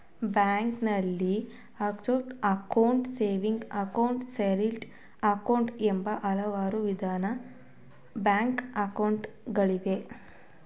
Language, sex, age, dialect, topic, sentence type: Kannada, female, 18-24, Mysore Kannada, banking, statement